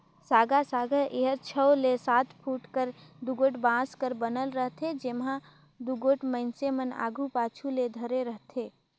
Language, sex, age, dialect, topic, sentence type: Chhattisgarhi, female, 18-24, Northern/Bhandar, agriculture, statement